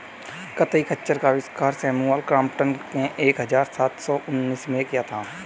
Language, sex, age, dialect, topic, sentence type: Hindi, male, 18-24, Hindustani Malvi Khadi Boli, agriculture, statement